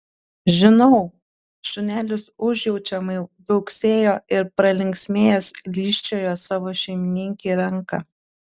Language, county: Lithuanian, Panevėžys